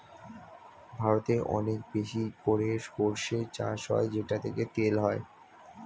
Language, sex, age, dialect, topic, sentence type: Bengali, male, 25-30, Standard Colloquial, agriculture, statement